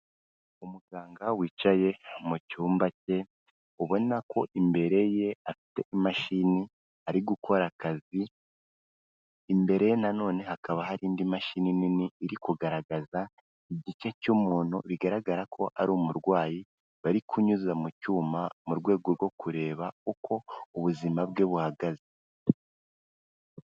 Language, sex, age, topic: Kinyarwanda, female, 18-24, health